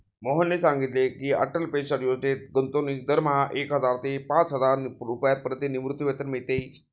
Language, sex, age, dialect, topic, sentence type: Marathi, male, 36-40, Standard Marathi, banking, statement